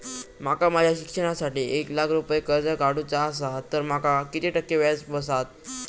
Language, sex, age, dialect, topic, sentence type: Marathi, male, 18-24, Southern Konkan, banking, question